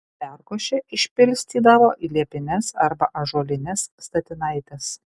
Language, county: Lithuanian, Kaunas